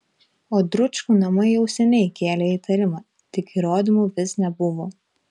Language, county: Lithuanian, Telšiai